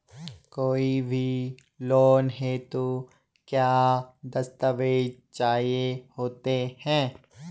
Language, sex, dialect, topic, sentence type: Hindi, male, Garhwali, banking, question